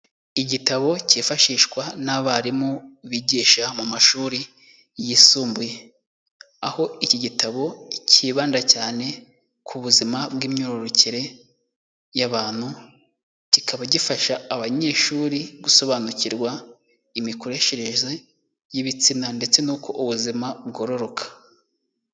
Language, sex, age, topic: Kinyarwanda, male, 18-24, health